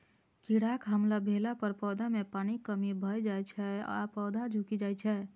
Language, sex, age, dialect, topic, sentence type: Maithili, female, 25-30, Eastern / Thethi, agriculture, statement